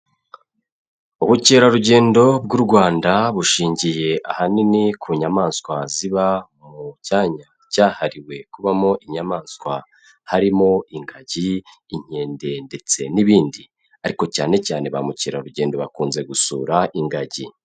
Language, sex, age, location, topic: Kinyarwanda, male, 25-35, Kigali, agriculture